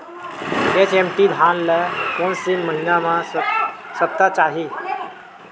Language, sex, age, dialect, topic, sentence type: Chhattisgarhi, male, 25-30, Western/Budati/Khatahi, agriculture, question